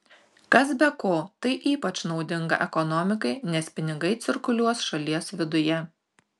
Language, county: Lithuanian, Tauragė